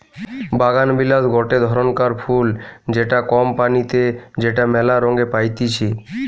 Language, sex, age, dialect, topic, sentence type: Bengali, male, 18-24, Western, agriculture, statement